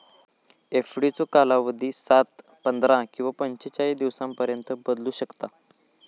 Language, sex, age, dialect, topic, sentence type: Marathi, male, 18-24, Southern Konkan, banking, statement